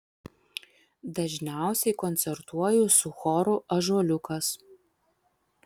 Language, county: Lithuanian, Vilnius